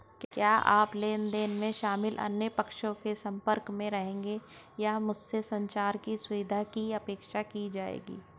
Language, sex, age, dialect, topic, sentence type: Hindi, male, 36-40, Hindustani Malvi Khadi Boli, banking, question